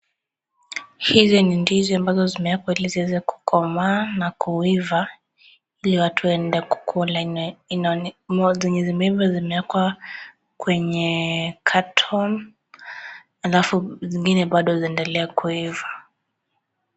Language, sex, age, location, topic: Swahili, female, 25-35, Kisii, agriculture